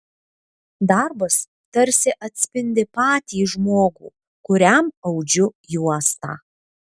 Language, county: Lithuanian, Vilnius